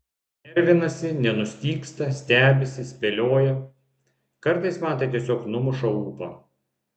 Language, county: Lithuanian, Vilnius